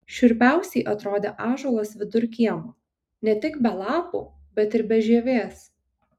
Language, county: Lithuanian, Kaunas